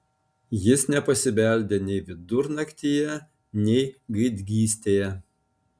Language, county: Lithuanian, Panevėžys